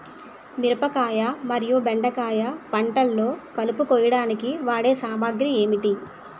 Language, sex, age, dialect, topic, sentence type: Telugu, female, 25-30, Utterandhra, agriculture, question